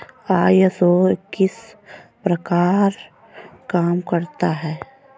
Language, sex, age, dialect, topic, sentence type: Hindi, female, 25-30, Awadhi Bundeli, banking, statement